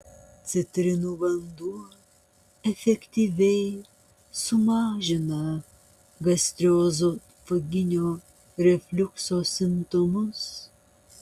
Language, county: Lithuanian, Panevėžys